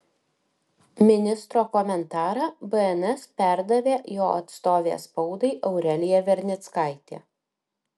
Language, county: Lithuanian, Alytus